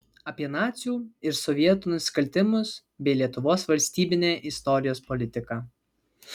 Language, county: Lithuanian, Vilnius